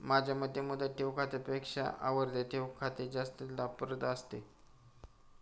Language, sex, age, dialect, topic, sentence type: Marathi, male, 60-100, Standard Marathi, banking, statement